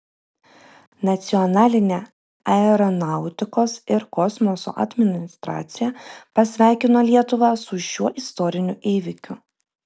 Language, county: Lithuanian, Vilnius